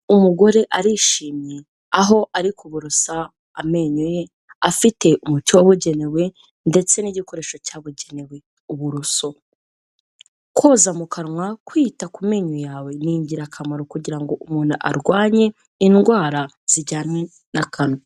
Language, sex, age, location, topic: Kinyarwanda, female, 18-24, Kigali, health